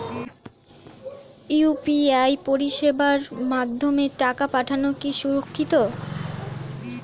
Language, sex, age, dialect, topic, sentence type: Bengali, female, 25-30, Standard Colloquial, banking, question